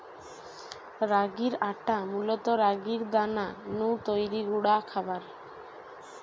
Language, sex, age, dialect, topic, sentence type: Bengali, male, 60-100, Western, agriculture, statement